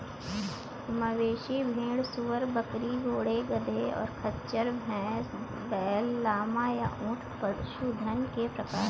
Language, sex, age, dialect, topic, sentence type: Hindi, female, 36-40, Kanauji Braj Bhasha, agriculture, statement